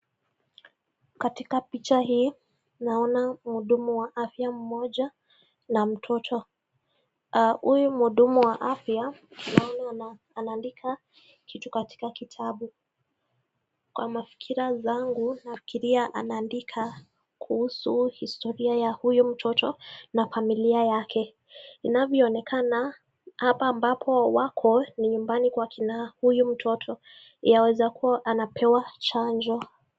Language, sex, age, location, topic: Swahili, female, 18-24, Nakuru, health